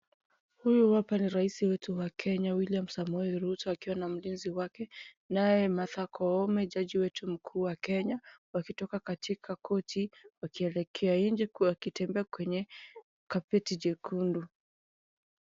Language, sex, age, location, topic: Swahili, female, 18-24, Wajir, government